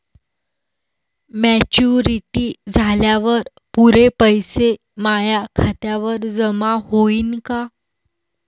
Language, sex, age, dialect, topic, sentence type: Marathi, female, 18-24, Varhadi, banking, question